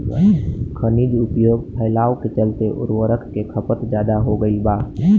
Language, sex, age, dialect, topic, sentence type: Bhojpuri, male, <18, Southern / Standard, agriculture, statement